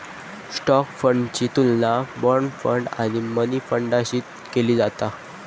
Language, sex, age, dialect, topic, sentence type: Marathi, male, 31-35, Southern Konkan, banking, statement